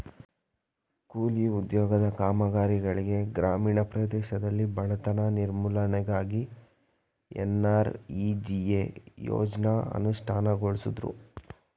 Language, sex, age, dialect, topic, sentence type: Kannada, male, 25-30, Mysore Kannada, banking, statement